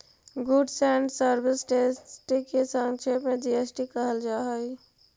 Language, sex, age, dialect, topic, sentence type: Magahi, female, 18-24, Central/Standard, banking, statement